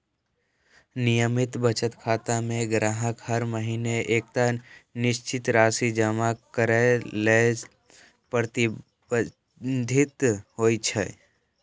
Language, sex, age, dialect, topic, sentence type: Maithili, male, 18-24, Eastern / Thethi, banking, statement